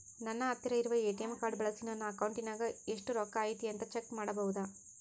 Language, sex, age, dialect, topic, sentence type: Kannada, female, 18-24, Central, banking, question